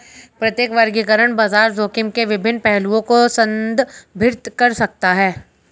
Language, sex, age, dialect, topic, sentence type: Hindi, female, 25-30, Hindustani Malvi Khadi Boli, banking, statement